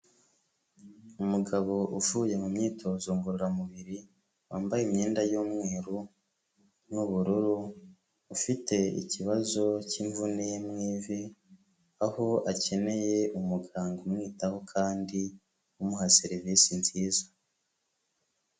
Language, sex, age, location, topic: Kinyarwanda, male, 25-35, Huye, health